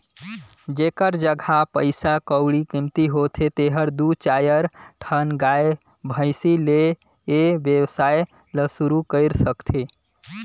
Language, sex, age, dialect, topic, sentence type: Chhattisgarhi, male, 25-30, Northern/Bhandar, agriculture, statement